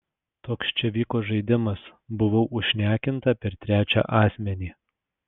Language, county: Lithuanian, Alytus